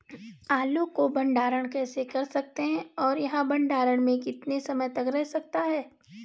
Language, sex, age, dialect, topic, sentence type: Hindi, female, 25-30, Garhwali, agriculture, question